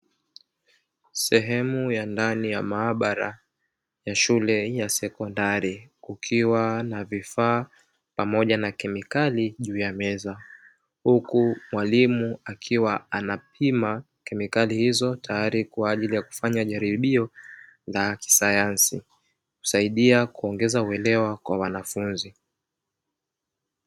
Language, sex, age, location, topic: Swahili, male, 36-49, Dar es Salaam, education